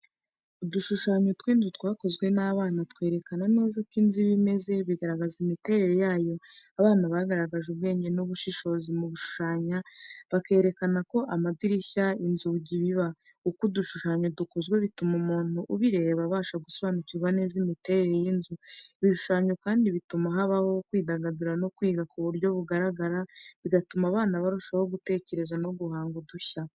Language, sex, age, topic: Kinyarwanda, female, 25-35, education